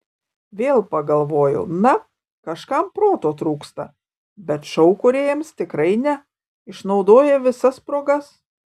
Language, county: Lithuanian, Kaunas